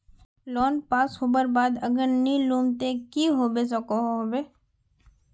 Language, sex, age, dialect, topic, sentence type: Magahi, female, 41-45, Northeastern/Surjapuri, banking, question